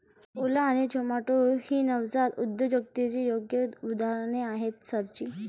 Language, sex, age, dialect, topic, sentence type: Marathi, female, 18-24, Varhadi, banking, statement